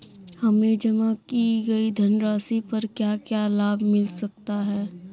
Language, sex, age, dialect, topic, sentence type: Hindi, female, 25-30, Kanauji Braj Bhasha, banking, question